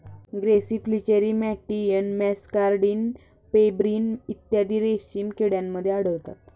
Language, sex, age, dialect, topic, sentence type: Marathi, female, 41-45, Standard Marathi, agriculture, statement